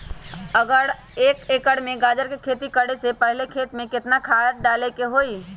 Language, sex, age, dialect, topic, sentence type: Magahi, male, 31-35, Western, agriculture, question